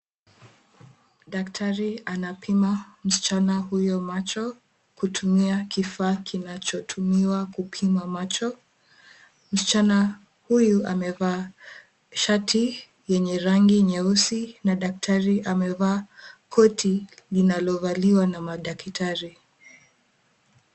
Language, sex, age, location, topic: Swahili, female, 18-24, Mombasa, health